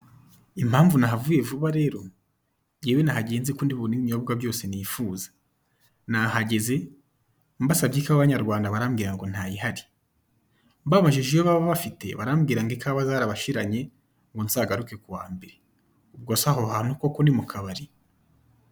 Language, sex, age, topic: Kinyarwanda, male, 25-35, finance